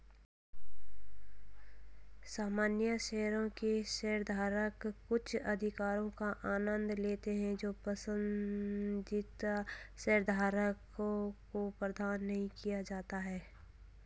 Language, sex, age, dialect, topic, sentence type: Hindi, female, 46-50, Hindustani Malvi Khadi Boli, banking, statement